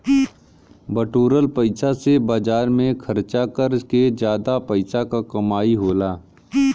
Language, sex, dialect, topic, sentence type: Bhojpuri, male, Western, banking, statement